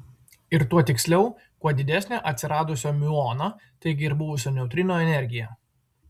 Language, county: Lithuanian, Vilnius